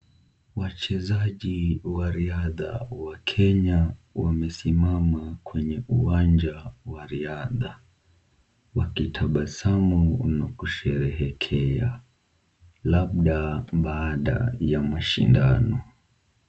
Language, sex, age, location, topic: Swahili, male, 18-24, Kisumu, government